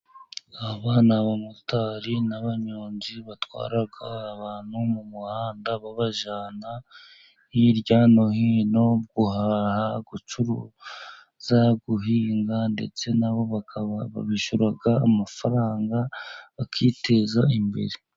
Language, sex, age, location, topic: Kinyarwanda, male, 50+, Musanze, government